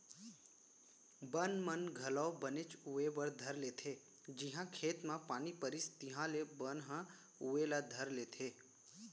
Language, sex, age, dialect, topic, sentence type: Chhattisgarhi, male, 18-24, Central, agriculture, statement